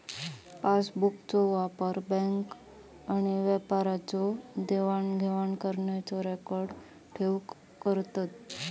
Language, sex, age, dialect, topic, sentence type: Marathi, female, 31-35, Southern Konkan, banking, statement